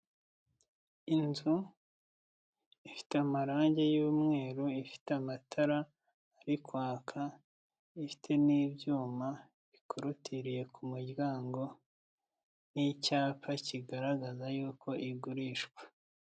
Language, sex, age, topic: Kinyarwanda, male, 25-35, finance